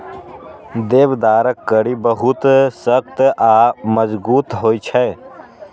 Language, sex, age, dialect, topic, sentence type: Maithili, male, 18-24, Eastern / Thethi, agriculture, statement